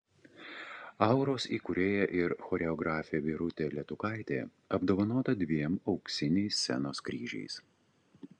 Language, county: Lithuanian, Utena